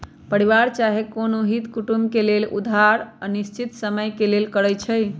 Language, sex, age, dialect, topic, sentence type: Magahi, male, 25-30, Western, banking, statement